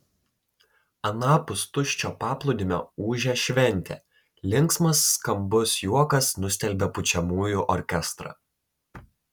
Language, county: Lithuanian, Telšiai